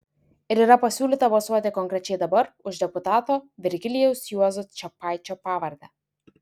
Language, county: Lithuanian, Vilnius